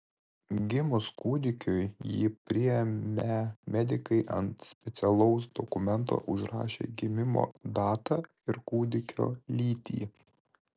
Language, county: Lithuanian, Vilnius